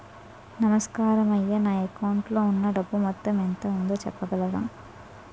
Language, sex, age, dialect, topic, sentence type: Telugu, female, 18-24, Utterandhra, banking, question